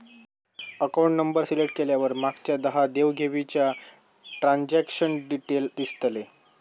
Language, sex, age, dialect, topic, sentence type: Marathi, male, 18-24, Southern Konkan, banking, statement